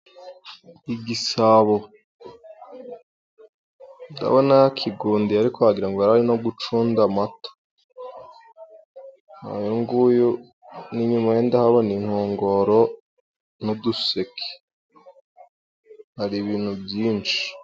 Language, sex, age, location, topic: Kinyarwanda, male, 18-24, Musanze, government